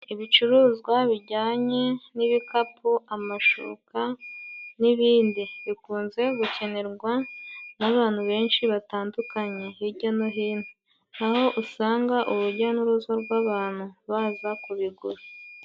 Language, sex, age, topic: Kinyarwanda, male, 18-24, finance